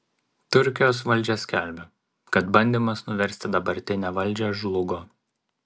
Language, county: Lithuanian, Vilnius